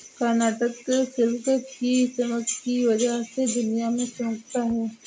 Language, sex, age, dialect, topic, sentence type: Hindi, female, 56-60, Awadhi Bundeli, agriculture, statement